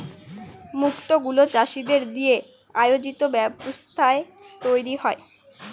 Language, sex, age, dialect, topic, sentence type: Bengali, male, 25-30, Northern/Varendri, agriculture, statement